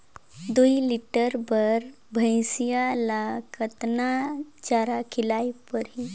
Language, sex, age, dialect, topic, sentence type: Chhattisgarhi, female, 31-35, Northern/Bhandar, agriculture, question